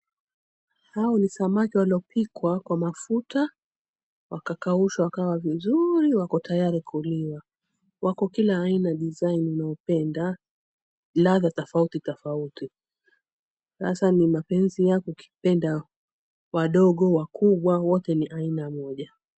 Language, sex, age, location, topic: Swahili, female, 36-49, Mombasa, agriculture